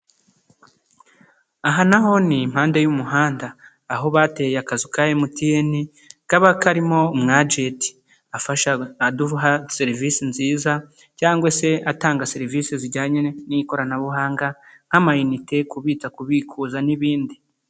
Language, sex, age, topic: Kinyarwanda, male, 25-35, finance